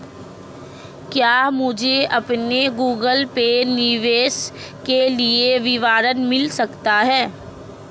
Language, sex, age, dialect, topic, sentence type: Hindi, female, 25-30, Marwari Dhudhari, banking, question